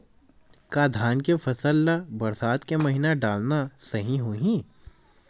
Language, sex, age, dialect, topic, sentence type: Chhattisgarhi, male, 18-24, Western/Budati/Khatahi, agriculture, question